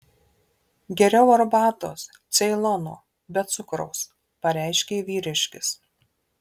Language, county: Lithuanian, Marijampolė